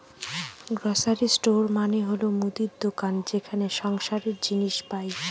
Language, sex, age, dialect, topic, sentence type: Bengali, female, 25-30, Northern/Varendri, agriculture, statement